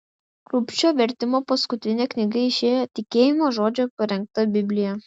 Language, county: Lithuanian, Kaunas